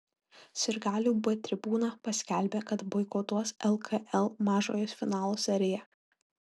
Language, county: Lithuanian, Kaunas